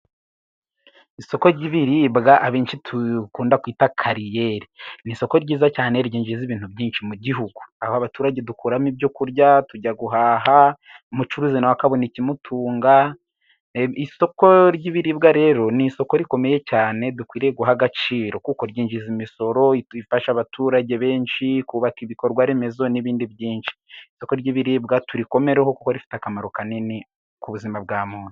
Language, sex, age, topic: Kinyarwanda, male, 18-24, finance